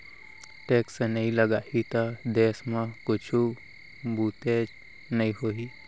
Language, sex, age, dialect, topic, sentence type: Chhattisgarhi, male, 18-24, Central, banking, statement